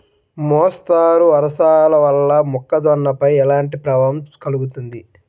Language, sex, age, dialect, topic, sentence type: Telugu, male, 18-24, Central/Coastal, agriculture, question